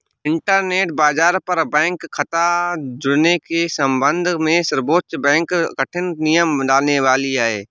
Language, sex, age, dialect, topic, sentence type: Hindi, male, 18-24, Awadhi Bundeli, banking, statement